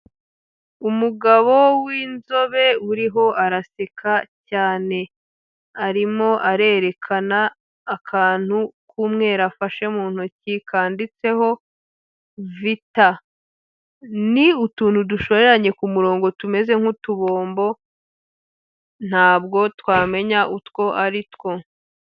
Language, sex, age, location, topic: Kinyarwanda, female, 18-24, Huye, health